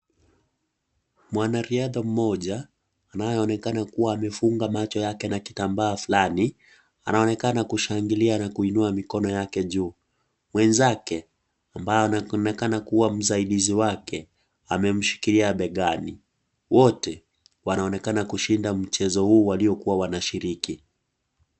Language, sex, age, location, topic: Swahili, male, 18-24, Kisii, education